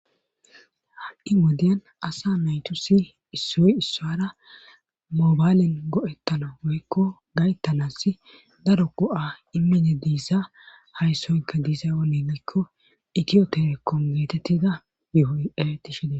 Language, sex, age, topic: Gamo, female, 25-35, government